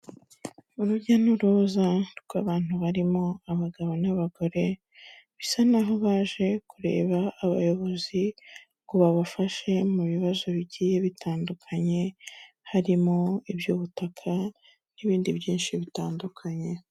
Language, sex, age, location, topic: Kinyarwanda, female, 25-35, Kigali, health